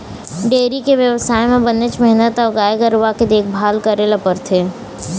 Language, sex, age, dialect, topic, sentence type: Chhattisgarhi, female, 18-24, Eastern, agriculture, statement